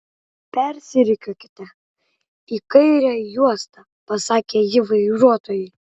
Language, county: Lithuanian, Vilnius